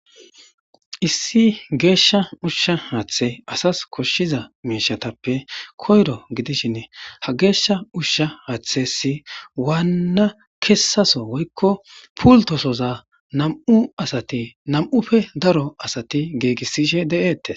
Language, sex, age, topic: Gamo, male, 18-24, government